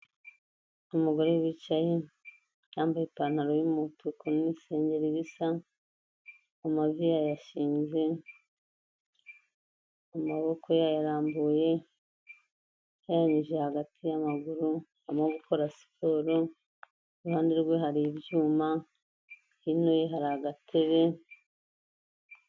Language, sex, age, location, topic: Kinyarwanda, female, 50+, Kigali, health